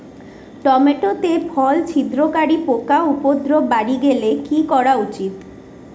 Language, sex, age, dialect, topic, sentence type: Bengali, female, 36-40, Rajbangshi, agriculture, question